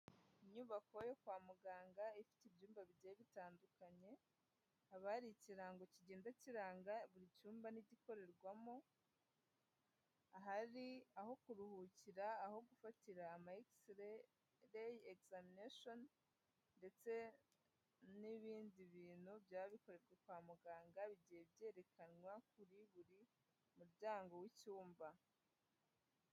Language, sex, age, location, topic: Kinyarwanda, female, 25-35, Huye, health